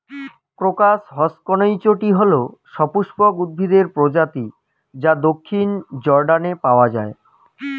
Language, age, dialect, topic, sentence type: Bengali, 25-30, Rajbangshi, agriculture, question